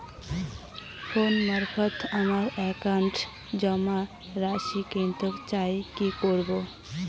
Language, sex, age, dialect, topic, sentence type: Bengali, female, 18-24, Rajbangshi, banking, question